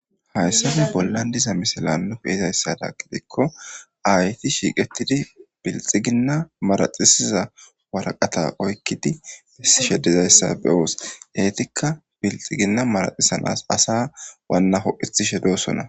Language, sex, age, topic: Gamo, male, 18-24, government